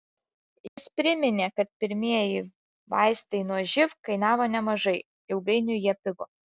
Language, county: Lithuanian, Alytus